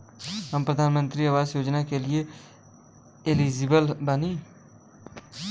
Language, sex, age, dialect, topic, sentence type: Bhojpuri, male, 18-24, Western, banking, question